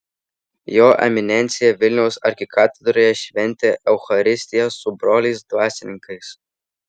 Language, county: Lithuanian, Vilnius